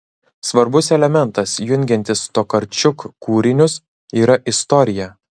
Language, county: Lithuanian, Marijampolė